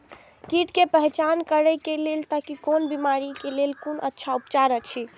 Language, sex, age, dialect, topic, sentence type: Maithili, female, 31-35, Eastern / Thethi, agriculture, question